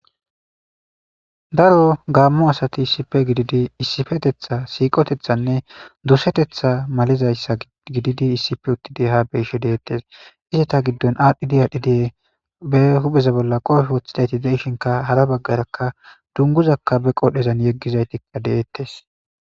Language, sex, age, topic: Gamo, male, 18-24, government